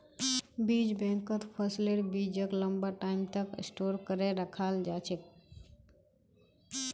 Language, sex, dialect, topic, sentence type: Magahi, female, Northeastern/Surjapuri, agriculture, statement